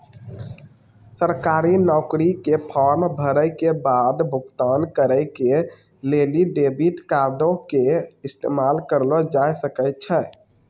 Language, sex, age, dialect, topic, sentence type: Maithili, male, 18-24, Angika, banking, statement